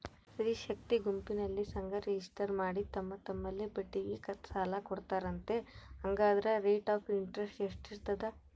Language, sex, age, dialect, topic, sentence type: Kannada, female, 18-24, Central, banking, question